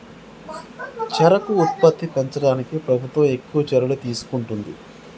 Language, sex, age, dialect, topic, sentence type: Telugu, male, 31-35, Telangana, agriculture, statement